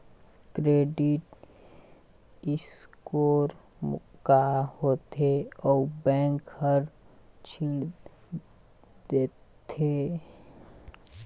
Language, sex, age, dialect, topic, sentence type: Chhattisgarhi, male, 51-55, Eastern, banking, question